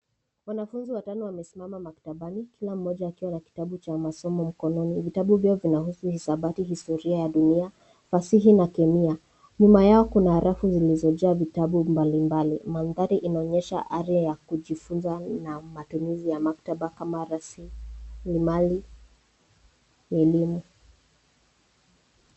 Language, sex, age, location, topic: Swahili, female, 18-24, Nairobi, education